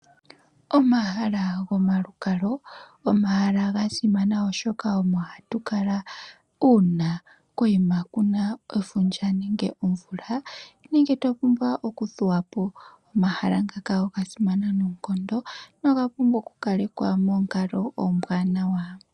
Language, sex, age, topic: Oshiwambo, female, 18-24, finance